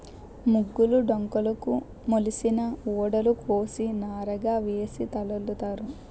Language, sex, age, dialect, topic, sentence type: Telugu, female, 60-100, Utterandhra, agriculture, statement